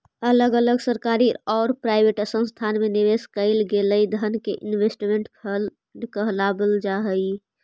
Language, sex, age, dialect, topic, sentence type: Magahi, female, 25-30, Central/Standard, agriculture, statement